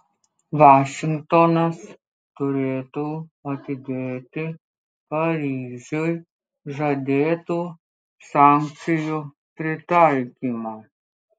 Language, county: Lithuanian, Klaipėda